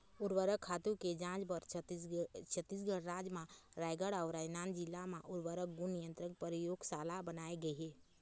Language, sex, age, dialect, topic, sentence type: Chhattisgarhi, female, 18-24, Eastern, agriculture, statement